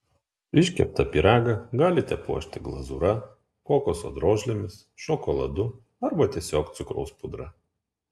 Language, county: Lithuanian, Kaunas